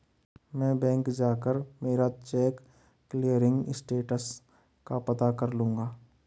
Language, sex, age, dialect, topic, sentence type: Hindi, male, 31-35, Marwari Dhudhari, banking, statement